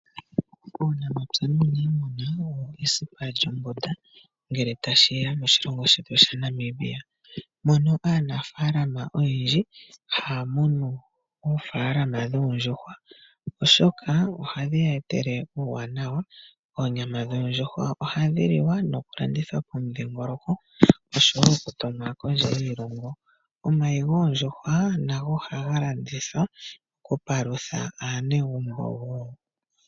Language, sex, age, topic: Oshiwambo, female, 25-35, agriculture